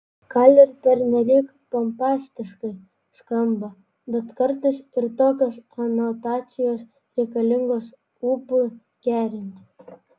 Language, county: Lithuanian, Vilnius